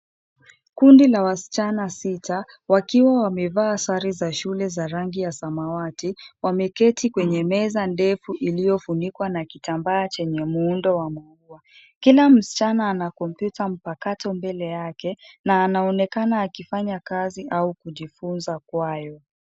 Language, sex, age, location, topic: Swahili, female, 25-35, Nairobi, education